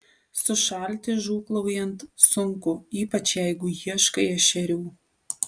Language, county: Lithuanian, Alytus